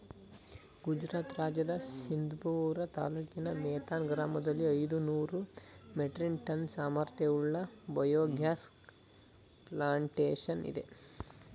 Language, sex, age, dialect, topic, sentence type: Kannada, male, 18-24, Mysore Kannada, agriculture, statement